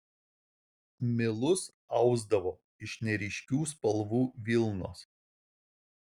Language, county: Lithuanian, Marijampolė